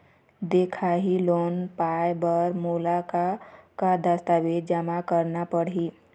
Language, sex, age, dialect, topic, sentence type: Chhattisgarhi, female, 25-30, Eastern, banking, question